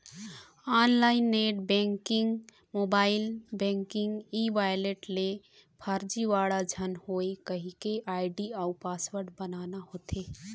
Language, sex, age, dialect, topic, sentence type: Chhattisgarhi, female, 18-24, Eastern, banking, statement